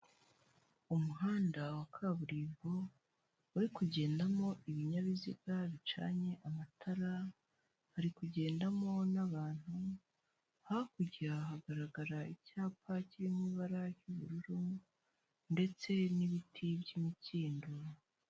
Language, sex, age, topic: Kinyarwanda, female, 18-24, government